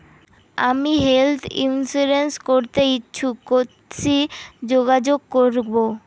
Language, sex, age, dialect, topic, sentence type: Bengali, female, 18-24, Rajbangshi, banking, question